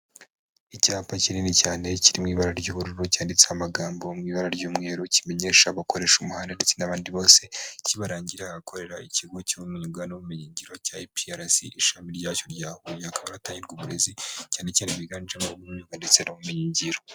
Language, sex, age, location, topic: Kinyarwanda, male, 25-35, Huye, education